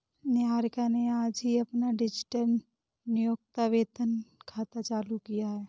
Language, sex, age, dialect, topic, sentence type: Hindi, female, 18-24, Awadhi Bundeli, banking, statement